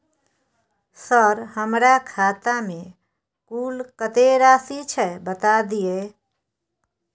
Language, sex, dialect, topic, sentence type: Maithili, female, Bajjika, banking, question